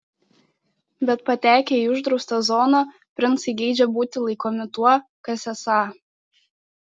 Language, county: Lithuanian, Šiauliai